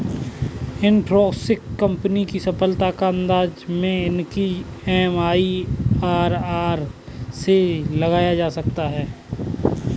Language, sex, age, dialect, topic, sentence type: Hindi, male, 25-30, Kanauji Braj Bhasha, banking, statement